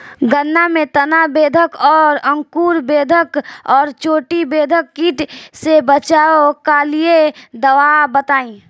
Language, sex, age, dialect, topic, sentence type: Bhojpuri, female, 18-24, Southern / Standard, agriculture, question